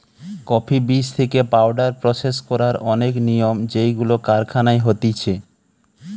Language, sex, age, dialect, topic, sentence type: Bengali, male, 31-35, Western, agriculture, statement